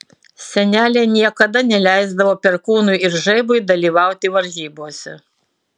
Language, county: Lithuanian, Utena